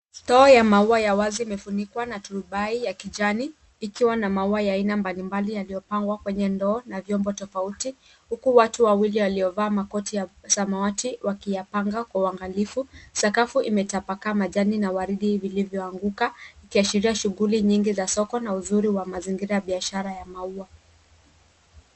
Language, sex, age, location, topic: Swahili, female, 18-24, Nairobi, finance